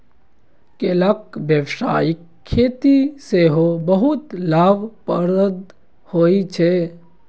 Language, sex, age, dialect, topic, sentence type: Maithili, male, 56-60, Eastern / Thethi, agriculture, statement